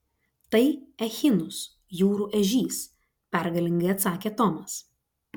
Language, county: Lithuanian, Klaipėda